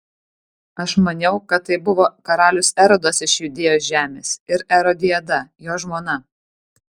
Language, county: Lithuanian, Kaunas